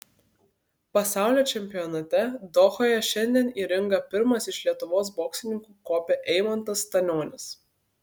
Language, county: Lithuanian, Kaunas